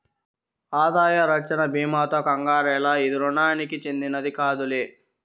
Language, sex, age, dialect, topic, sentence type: Telugu, male, 51-55, Southern, banking, statement